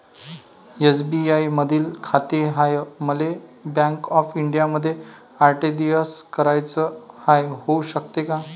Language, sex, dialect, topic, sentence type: Marathi, male, Varhadi, banking, question